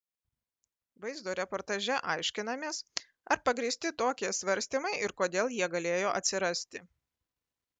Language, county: Lithuanian, Panevėžys